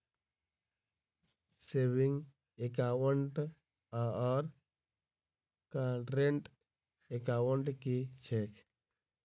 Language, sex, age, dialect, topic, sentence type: Maithili, male, 18-24, Southern/Standard, banking, question